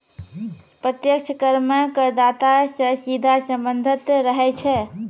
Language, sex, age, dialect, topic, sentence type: Maithili, female, 25-30, Angika, banking, statement